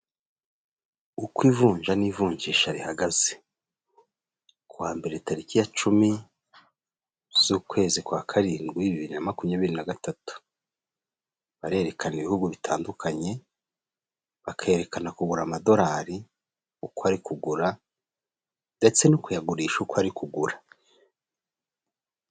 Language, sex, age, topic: Kinyarwanda, male, 36-49, finance